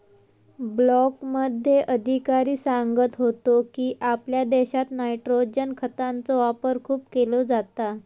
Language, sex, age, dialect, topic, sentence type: Marathi, female, 18-24, Southern Konkan, agriculture, statement